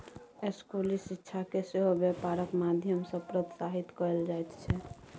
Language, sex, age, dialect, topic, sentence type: Maithili, female, 51-55, Bajjika, banking, statement